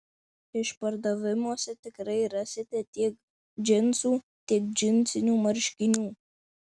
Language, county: Lithuanian, Vilnius